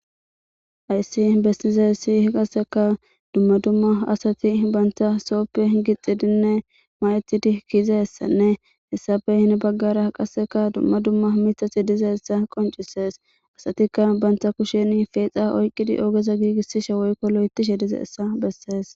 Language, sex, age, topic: Gamo, female, 18-24, government